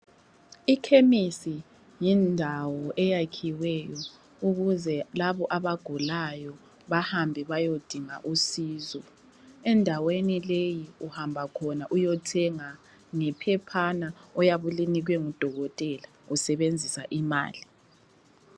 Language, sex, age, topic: North Ndebele, female, 25-35, health